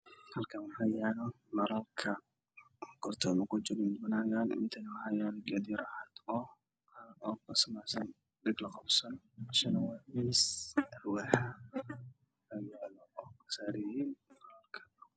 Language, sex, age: Somali, male, 25-35